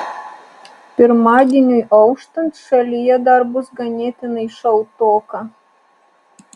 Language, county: Lithuanian, Alytus